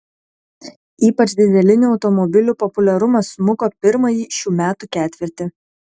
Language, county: Lithuanian, Kaunas